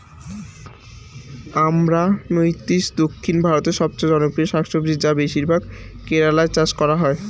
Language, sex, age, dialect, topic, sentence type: Bengali, male, 18-24, Rajbangshi, agriculture, question